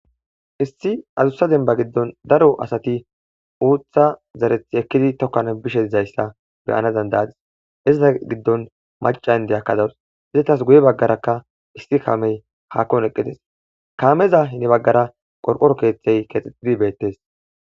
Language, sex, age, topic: Gamo, male, 18-24, agriculture